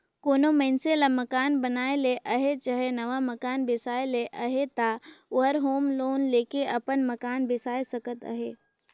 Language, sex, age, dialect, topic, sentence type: Chhattisgarhi, female, 18-24, Northern/Bhandar, banking, statement